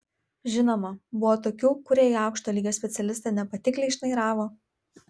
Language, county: Lithuanian, Vilnius